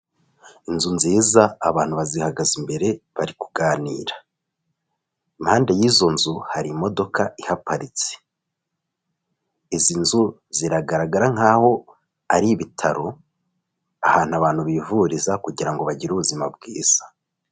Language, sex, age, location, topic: Kinyarwanda, male, 25-35, Kigali, health